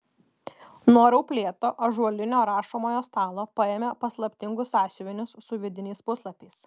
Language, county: Lithuanian, Kaunas